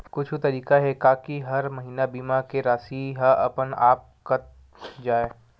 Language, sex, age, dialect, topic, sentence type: Chhattisgarhi, male, 18-24, Western/Budati/Khatahi, banking, question